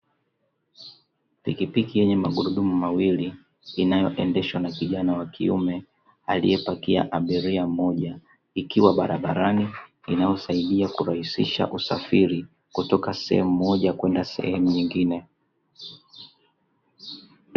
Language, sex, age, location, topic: Swahili, male, 25-35, Dar es Salaam, government